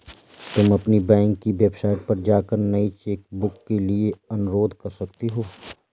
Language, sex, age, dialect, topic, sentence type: Hindi, male, 25-30, Awadhi Bundeli, banking, statement